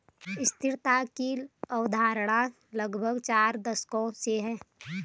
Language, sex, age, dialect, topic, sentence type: Hindi, female, 31-35, Garhwali, agriculture, statement